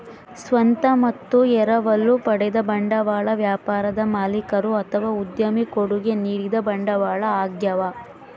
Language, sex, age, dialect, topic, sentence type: Kannada, female, 18-24, Central, banking, statement